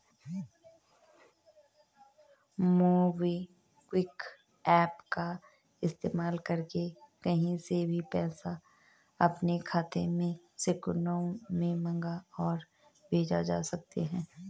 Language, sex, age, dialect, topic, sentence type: Hindi, female, 25-30, Garhwali, banking, statement